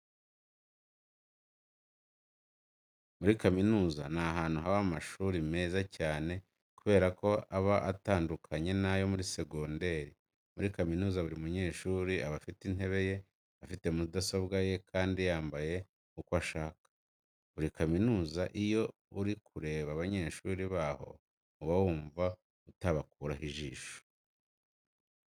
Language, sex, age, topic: Kinyarwanda, male, 25-35, education